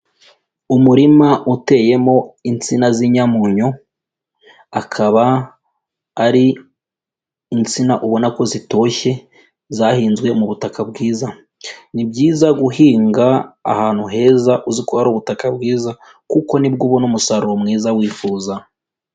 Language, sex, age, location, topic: Kinyarwanda, female, 18-24, Kigali, agriculture